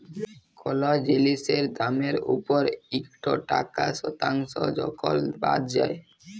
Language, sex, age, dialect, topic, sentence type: Bengali, male, 18-24, Jharkhandi, banking, statement